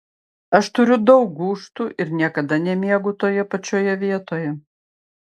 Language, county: Lithuanian, Panevėžys